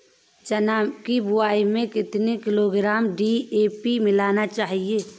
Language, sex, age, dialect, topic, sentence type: Hindi, female, 31-35, Awadhi Bundeli, agriculture, question